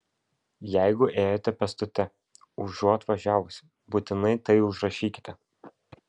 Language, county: Lithuanian, Vilnius